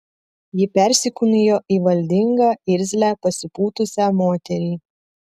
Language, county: Lithuanian, Telšiai